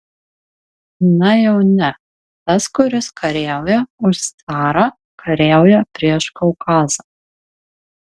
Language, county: Lithuanian, Marijampolė